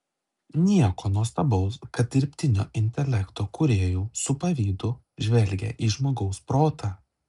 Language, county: Lithuanian, Klaipėda